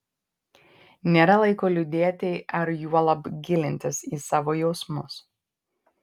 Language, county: Lithuanian, Panevėžys